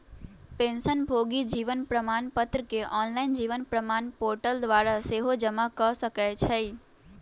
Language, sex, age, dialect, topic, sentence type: Magahi, female, 18-24, Western, banking, statement